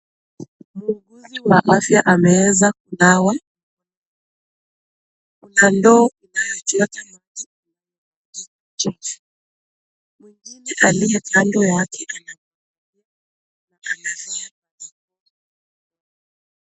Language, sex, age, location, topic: Swahili, female, 18-24, Nakuru, health